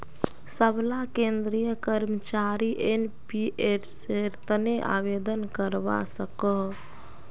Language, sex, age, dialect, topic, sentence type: Magahi, female, 51-55, Northeastern/Surjapuri, banking, statement